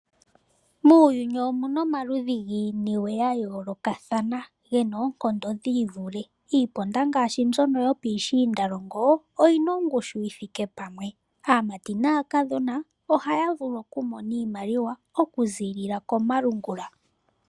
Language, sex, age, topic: Oshiwambo, female, 18-24, finance